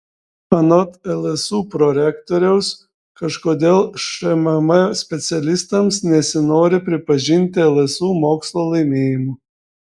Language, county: Lithuanian, Šiauliai